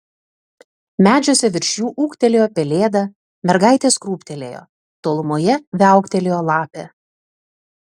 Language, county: Lithuanian, Telšiai